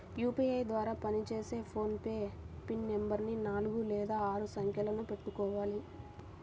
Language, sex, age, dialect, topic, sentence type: Telugu, female, 18-24, Central/Coastal, banking, statement